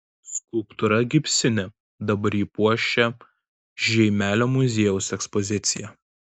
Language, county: Lithuanian, Vilnius